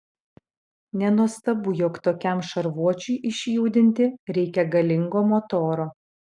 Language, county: Lithuanian, Utena